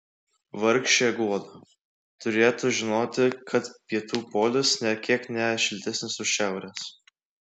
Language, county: Lithuanian, Klaipėda